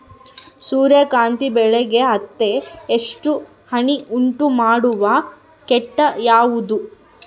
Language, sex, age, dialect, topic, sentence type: Kannada, female, 31-35, Central, agriculture, question